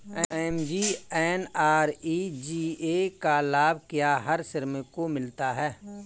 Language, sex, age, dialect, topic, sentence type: Hindi, male, 41-45, Kanauji Braj Bhasha, banking, statement